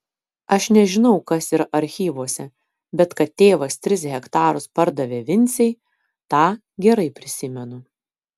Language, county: Lithuanian, Kaunas